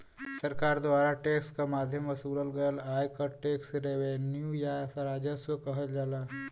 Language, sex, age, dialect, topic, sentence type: Bhojpuri, male, 18-24, Western, banking, statement